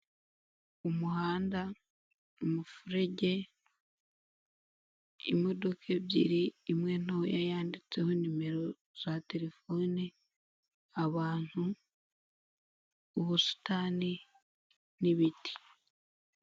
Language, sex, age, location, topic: Kinyarwanda, female, 18-24, Huye, government